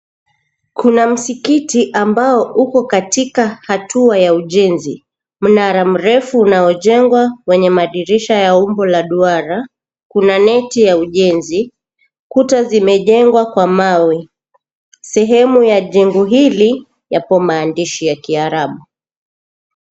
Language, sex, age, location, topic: Swahili, female, 25-35, Mombasa, government